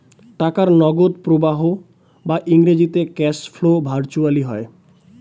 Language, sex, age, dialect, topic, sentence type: Bengali, male, 25-30, Standard Colloquial, banking, statement